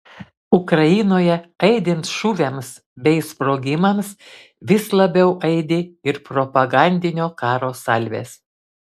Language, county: Lithuanian, Kaunas